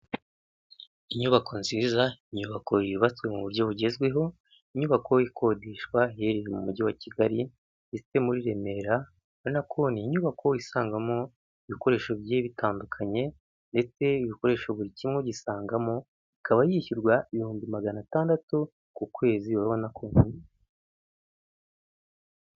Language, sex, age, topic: Kinyarwanda, male, 18-24, finance